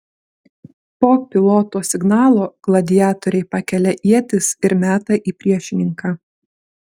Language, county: Lithuanian, Klaipėda